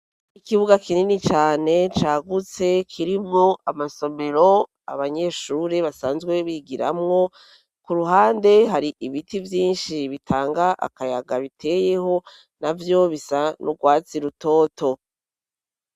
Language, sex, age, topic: Rundi, male, 36-49, education